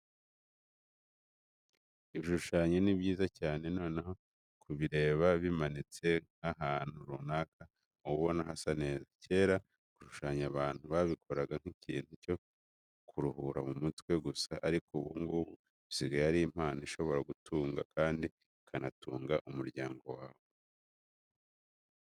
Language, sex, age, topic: Kinyarwanda, male, 25-35, education